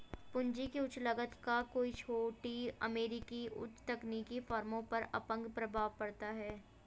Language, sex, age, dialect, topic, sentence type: Hindi, female, 25-30, Hindustani Malvi Khadi Boli, banking, statement